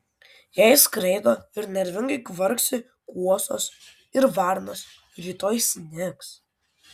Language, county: Lithuanian, Kaunas